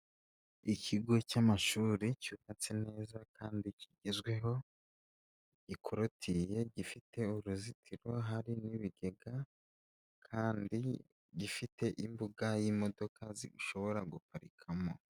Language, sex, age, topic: Kinyarwanda, male, 18-24, education